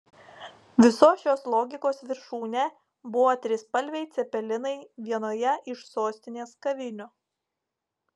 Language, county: Lithuanian, Telšiai